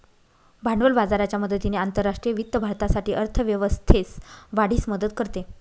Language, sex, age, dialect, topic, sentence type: Marathi, female, 25-30, Northern Konkan, banking, statement